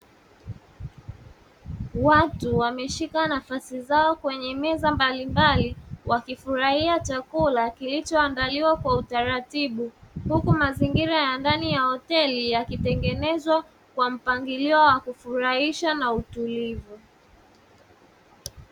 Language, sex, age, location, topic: Swahili, male, 25-35, Dar es Salaam, finance